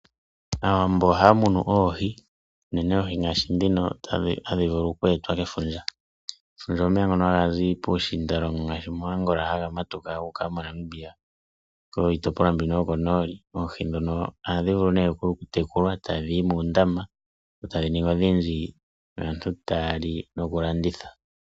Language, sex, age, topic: Oshiwambo, male, 25-35, agriculture